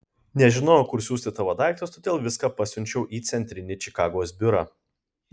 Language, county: Lithuanian, Kaunas